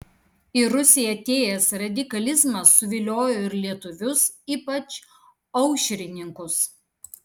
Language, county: Lithuanian, Kaunas